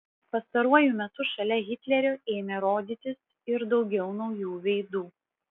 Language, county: Lithuanian, Vilnius